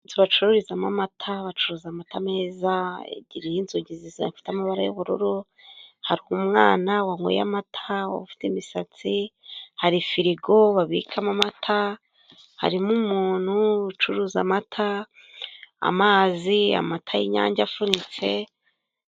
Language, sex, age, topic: Kinyarwanda, female, 25-35, finance